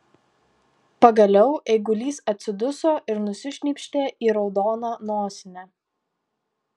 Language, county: Lithuanian, Tauragė